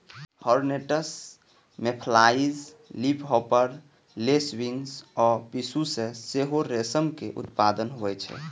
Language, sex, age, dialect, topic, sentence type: Maithili, male, 18-24, Eastern / Thethi, agriculture, statement